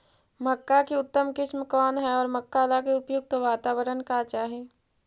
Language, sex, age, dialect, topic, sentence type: Magahi, female, 51-55, Central/Standard, agriculture, question